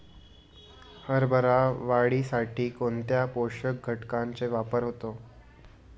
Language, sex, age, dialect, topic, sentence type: Marathi, male, 18-24, Standard Marathi, agriculture, question